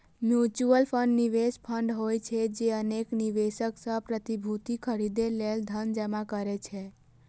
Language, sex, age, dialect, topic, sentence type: Maithili, female, 18-24, Eastern / Thethi, banking, statement